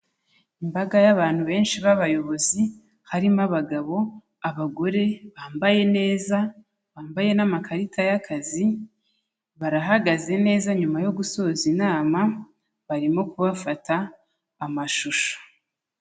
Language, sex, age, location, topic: Kinyarwanda, female, 25-35, Kigali, health